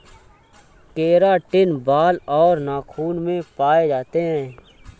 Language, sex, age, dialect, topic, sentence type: Hindi, male, 25-30, Awadhi Bundeli, agriculture, statement